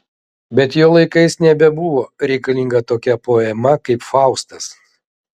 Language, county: Lithuanian, Vilnius